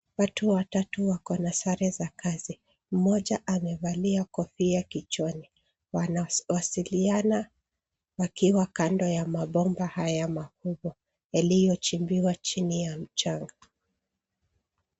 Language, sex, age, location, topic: Swahili, female, 36-49, Nairobi, government